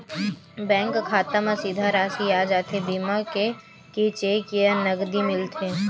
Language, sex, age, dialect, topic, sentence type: Chhattisgarhi, female, 18-24, Western/Budati/Khatahi, banking, question